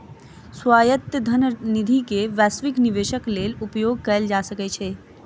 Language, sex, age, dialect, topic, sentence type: Maithili, female, 41-45, Southern/Standard, banking, statement